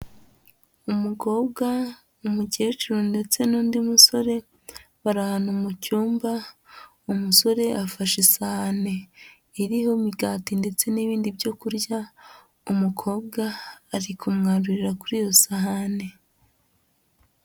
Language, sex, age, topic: Kinyarwanda, female, 25-35, health